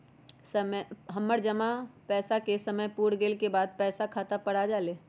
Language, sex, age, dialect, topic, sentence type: Magahi, female, 18-24, Western, banking, question